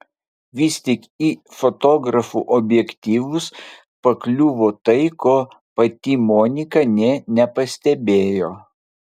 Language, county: Lithuanian, Vilnius